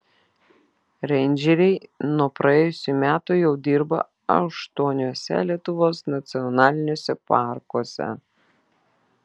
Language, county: Lithuanian, Vilnius